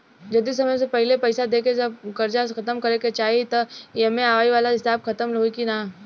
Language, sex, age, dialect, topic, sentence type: Bhojpuri, female, 18-24, Southern / Standard, banking, question